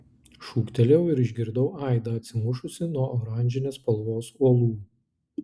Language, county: Lithuanian, Klaipėda